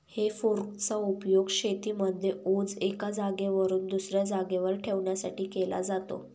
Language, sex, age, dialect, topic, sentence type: Marathi, female, 18-24, Northern Konkan, agriculture, statement